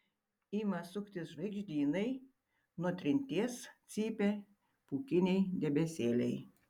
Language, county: Lithuanian, Tauragė